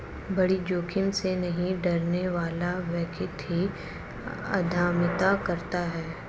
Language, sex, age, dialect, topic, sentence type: Hindi, female, 18-24, Marwari Dhudhari, banking, statement